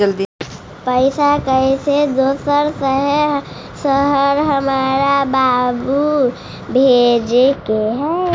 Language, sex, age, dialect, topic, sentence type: Magahi, female, 25-30, Central/Standard, banking, question